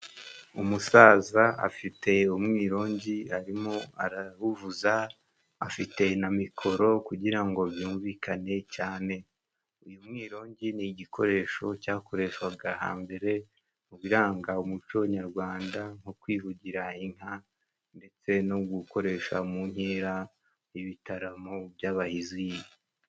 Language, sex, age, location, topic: Kinyarwanda, male, 18-24, Musanze, government